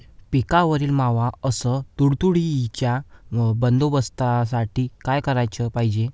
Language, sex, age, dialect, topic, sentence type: Marathi, male, 18-24, Varhadi, agriculture, question